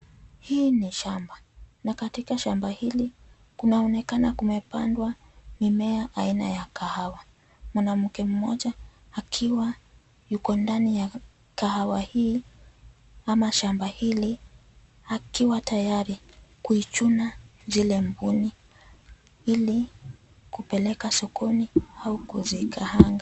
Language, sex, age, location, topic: Swahili, female, 25-35, Nairobi, agriculture